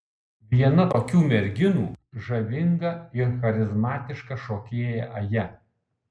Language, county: Lithuanian, Kaunas